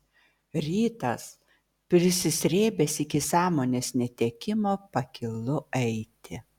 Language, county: Lithuanian, Vilnius